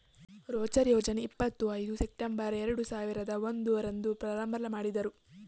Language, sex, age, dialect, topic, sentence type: Kannada, female, 18-24, Mysore Kannada, banking, statement